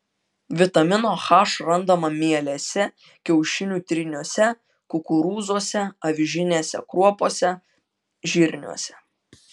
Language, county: Lithuanian, Utena